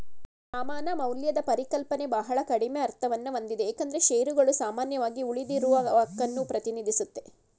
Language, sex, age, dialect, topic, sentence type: Kannada, female, 56-60, Mysore Kannada, banking, statement